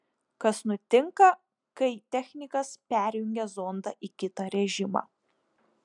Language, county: Lithuanian, Panevėžys